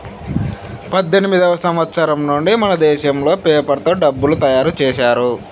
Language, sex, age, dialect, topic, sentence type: Telugu, male, 25-30, Southern, banking, statement